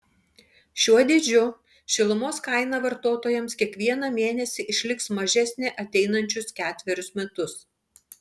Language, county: Lithuanian, Panevėžys